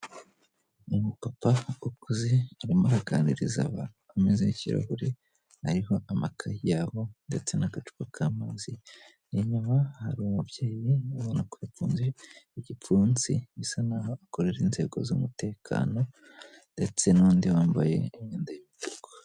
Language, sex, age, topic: Kinyarwanda, male, 18-24, government